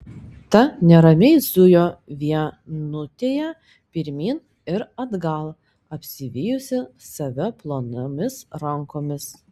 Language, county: Lithuanian, Telšiai